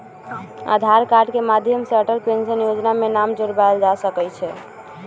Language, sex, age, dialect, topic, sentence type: Magahi, female, 18-24, Western, banking, statement